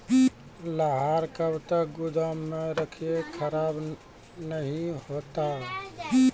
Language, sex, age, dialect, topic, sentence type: Maithili, male, 36-40, Angika, agriculture, question